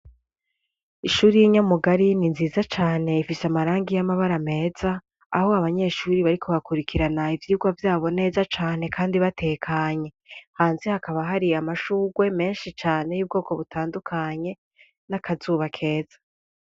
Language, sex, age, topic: Rundi, female, 18-24, education